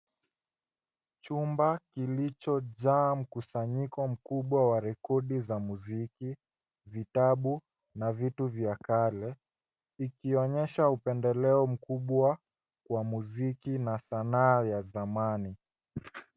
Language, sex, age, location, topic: Swahili, male, 18-24, Nairobi, finance